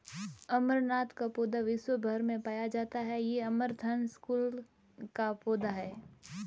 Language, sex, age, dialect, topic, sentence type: Hindi, female, 18-24, Marwari Dhudhari, agriculture, statement